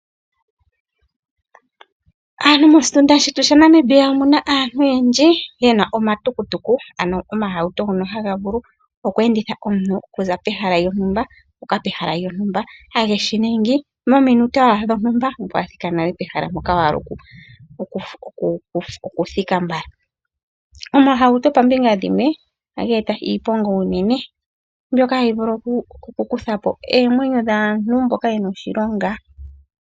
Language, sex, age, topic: Oshiwambo, female, 25-35, finance